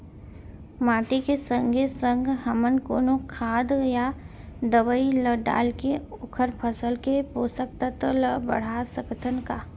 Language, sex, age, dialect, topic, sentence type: Chhattisgarhi, female, 25-30, Central, agriculture, question